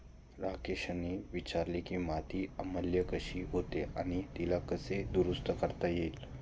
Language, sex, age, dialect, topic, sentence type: Marathi, male, 25-30, Standard Marathi, agriculture, statement